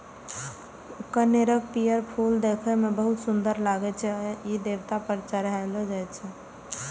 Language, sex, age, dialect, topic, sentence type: Maithili, female, 18-24, Eastern / Thethi, agriculture, statement